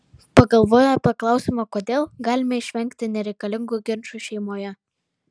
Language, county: Lithuanian, Vilnius